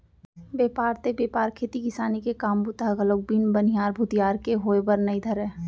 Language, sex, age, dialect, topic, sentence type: Chhattisgarhi, female, 18-24, Central, banking, statement